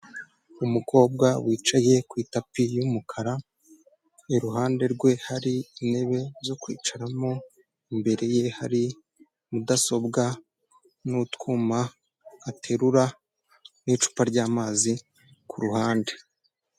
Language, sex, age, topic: Kinyarwanda, male, 18-24, health